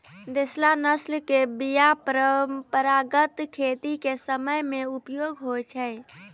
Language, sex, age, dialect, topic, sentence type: Maithili, female, 18-24, Angika, agriculture, statement